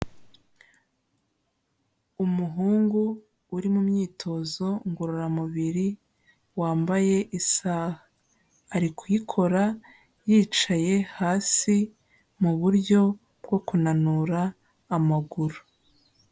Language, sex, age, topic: Kinyarwanda, female, 18-24, health